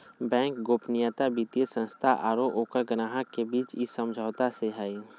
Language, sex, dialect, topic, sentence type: Magahi, male, Southern, banking, statement